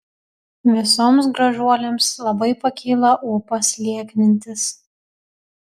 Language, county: Lithuanian, Kaunas